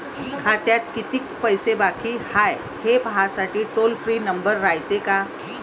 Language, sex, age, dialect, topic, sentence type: Marathi, female, 56-60, Varhadi, banking, question